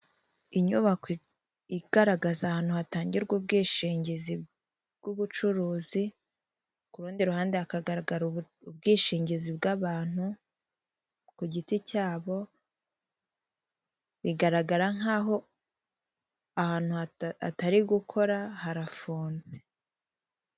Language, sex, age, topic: Kinyarwanda, female, 18-24, finance